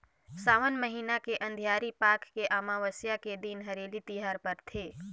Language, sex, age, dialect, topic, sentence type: Chhattisgarhi, female, 25-30, Northern/Bhandar, agriculture, statement